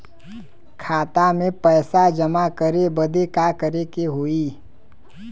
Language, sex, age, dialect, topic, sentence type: Bhojpuri, male, 25-30, Western, banking, question